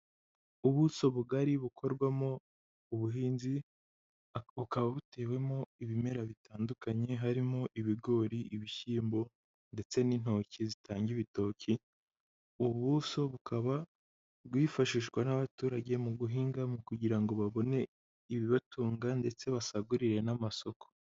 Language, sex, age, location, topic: Kinyarwanda, male, 18-24, Huye, agriculture